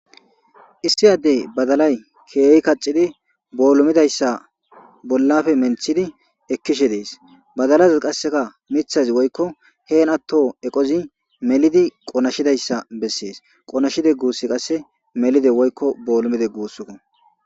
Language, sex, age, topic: Gamo, male, 18-24, agriculture